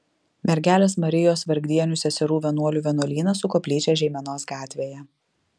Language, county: Lithuanian, Klaipėda